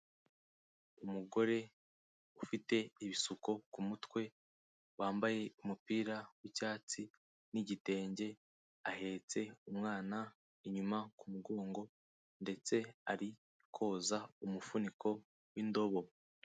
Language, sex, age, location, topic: Kinyarwanda, male, 18-24, Kigali, health